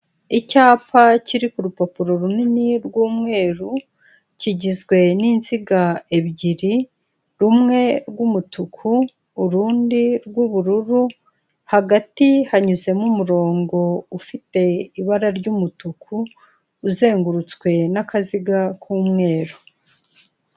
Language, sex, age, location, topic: Kinyarwanda, female, 25-35, Kigali, government